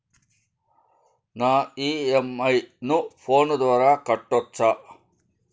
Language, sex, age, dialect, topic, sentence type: Telugu, male, 56-60, Southern, banking, question